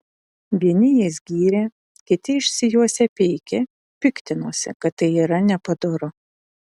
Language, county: Lithuanian, Utena